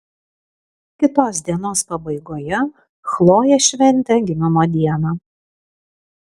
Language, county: Lithuanian, Alytus